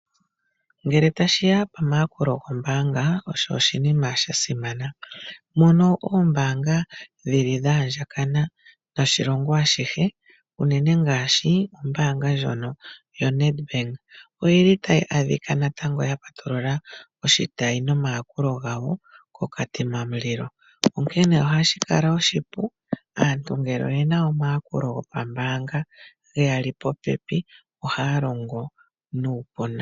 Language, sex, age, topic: Oshiwambo, female, 25-35, finance